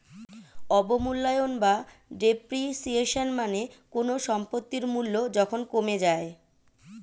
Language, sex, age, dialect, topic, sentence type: Bengali, female, 36-40, Standard Colloquial, banking, statement